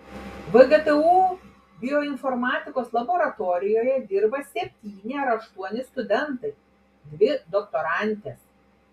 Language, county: Lithuanian, Klaipėda